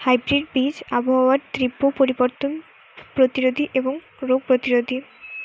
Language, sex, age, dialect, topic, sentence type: Bengali, female, 18-24, Western, agriculture, statement